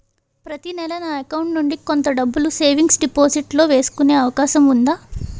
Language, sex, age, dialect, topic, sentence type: Telugu, female, 18-24, Utterandhra, banking, question